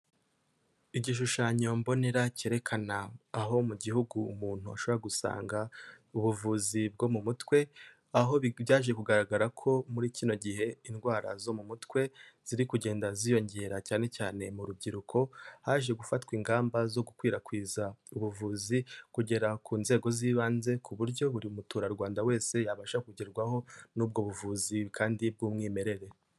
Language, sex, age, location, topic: Kinyarwanda, male, 18-24, Kigali, health